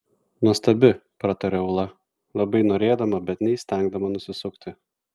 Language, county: Lithuanian, Vilnius